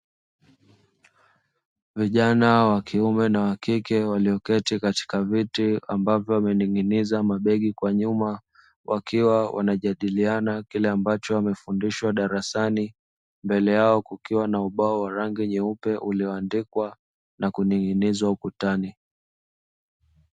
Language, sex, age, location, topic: Swahili, male, 25-35, Dar es Salaam, education